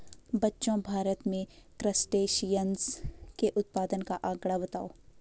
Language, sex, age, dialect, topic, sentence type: Hindi, female, 18-24, Garhwali, agriculture, statement